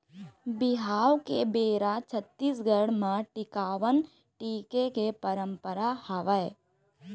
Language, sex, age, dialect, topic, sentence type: Chhattisgarhi, female, 51-55, Eastern, agriculture, statement